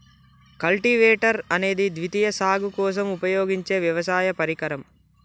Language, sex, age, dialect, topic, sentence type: Telugu, male, 18-24, Telangana, agriculture, statement